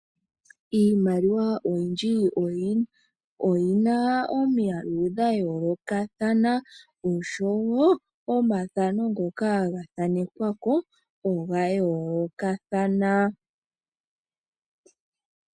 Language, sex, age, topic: Oshiwambo, female, 18-24, finance